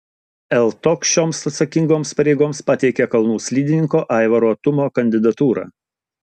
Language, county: Lithuanian, Utena